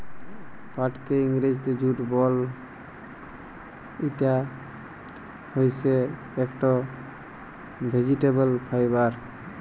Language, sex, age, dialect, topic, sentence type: Bengali, male, 18-24, Jharkhandi, agriculture, statement